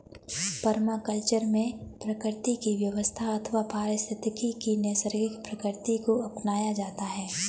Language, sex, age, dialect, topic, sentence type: Hindi, female, 18-24, Kanauji Braj Bhasha, agriculture, statement